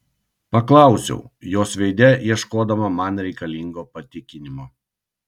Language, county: Lithuanian, Kaunas